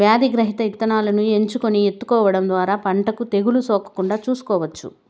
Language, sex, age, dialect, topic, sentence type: Telugu, female, 31-35, Southern, agriculture, statement